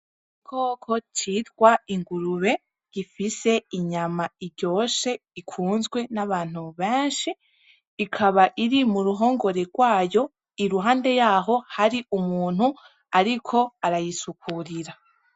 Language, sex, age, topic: Rundi, female, 18-24, agriculture